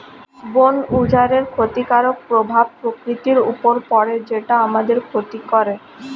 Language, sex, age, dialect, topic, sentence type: Bengali, female, 25-30, Standard Colloquial, agriculture, statement